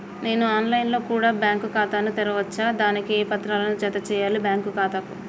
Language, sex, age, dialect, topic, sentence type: Telugu, female, 31-35, Telangana, banking, question